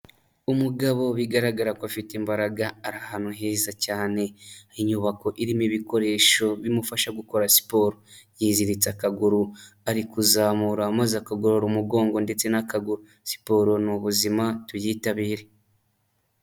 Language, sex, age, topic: Kinyarwanda, male, 25-35, health